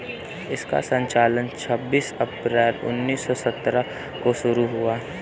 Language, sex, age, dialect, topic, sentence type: Hindi, male, 31-35, Kanauji Braj Bhasha, banking, statement